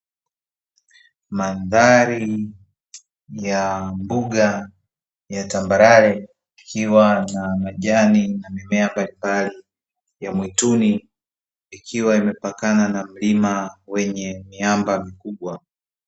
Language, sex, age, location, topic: Swahili, male, 36-49, Dar es Salaam, agriculture